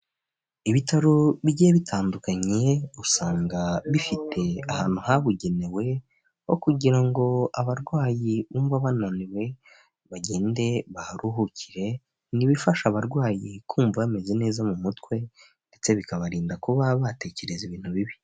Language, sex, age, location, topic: Kinyarwanda, male, 18-24, Huye, health